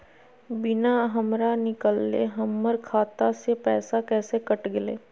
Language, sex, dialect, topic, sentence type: Magahi, female, Southern, banking, question